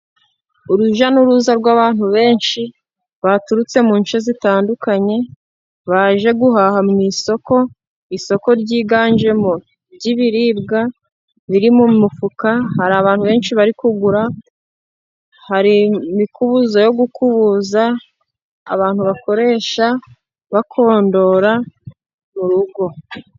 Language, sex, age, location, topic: Kinyarwanda, female, 25-35, Musanze, finance